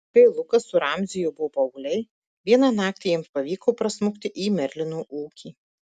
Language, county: Lithuanian, Marijampolė